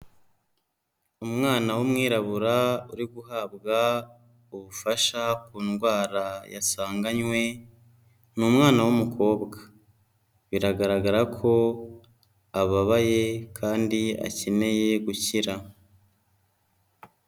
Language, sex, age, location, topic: Kinyarwanda, female, 25-35, Huye, health